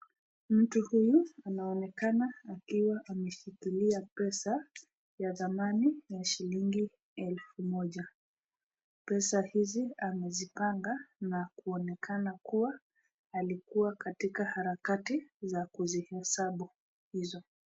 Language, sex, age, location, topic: Swahili, female, 36-49, Nakuru, finance